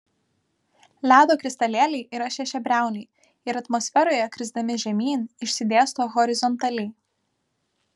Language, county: Lithuanian, Vilnius